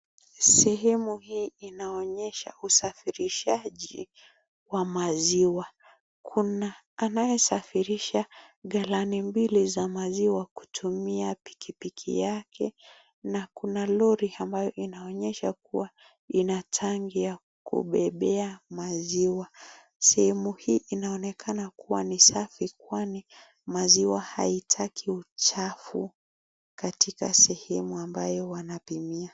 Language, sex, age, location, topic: Swahili, female, 25-35, Nakuru, agriculture